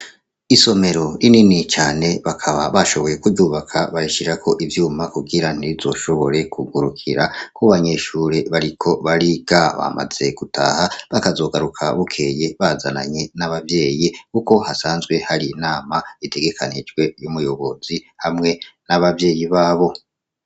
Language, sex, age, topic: Rundi, male, 25-35, education